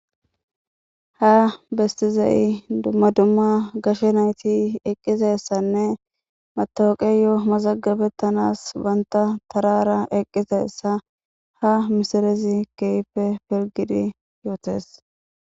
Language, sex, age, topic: Gamo, female, 18-24, government